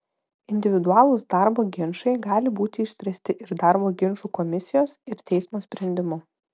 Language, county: Lithuanian, Vilnius